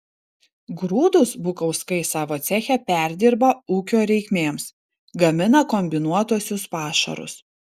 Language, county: Lithuanian, Vilnius